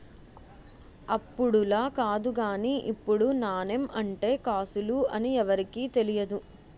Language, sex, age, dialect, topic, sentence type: Telugu, male, 51-55, Utterandhra, banking, statement